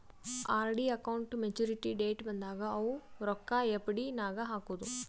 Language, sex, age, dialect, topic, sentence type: Kannada, female, 18-24, Northeastern, banking, statement